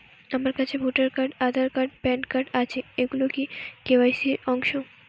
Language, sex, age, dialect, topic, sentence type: Bengali, female, 18-24, Northern/Varendri, banking, question